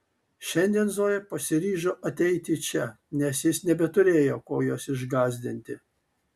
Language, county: Lithuanian, Kaunas